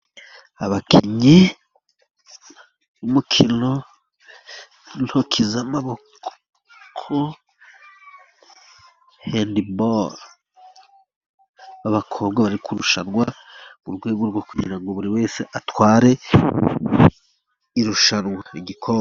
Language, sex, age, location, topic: Kinyarwanda, male, 36-49, Musanze, government